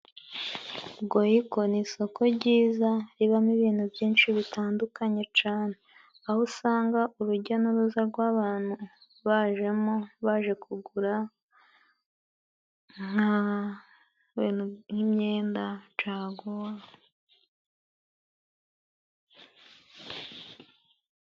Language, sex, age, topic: Kinyarwanda, male, 18-24, finance